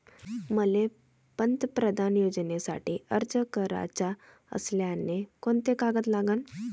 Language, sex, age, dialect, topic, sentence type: Marathi, female, 18-24, Varhadi, banking, question